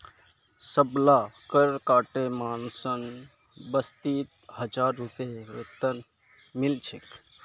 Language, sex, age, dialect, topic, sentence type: Magahi, male, 51-55, Northeastern/Surjapuri, banking, statement